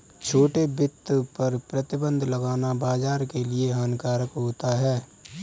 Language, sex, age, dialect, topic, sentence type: Hindi, male, 25-30, Kanauji Braj Bhasha, banking, statement